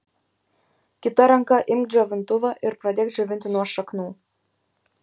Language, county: Lithuanian, Kaunas